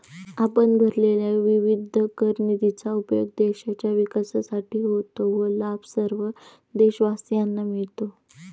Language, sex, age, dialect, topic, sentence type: Marathi, female, 18-24, Standard Marathi, banking, statement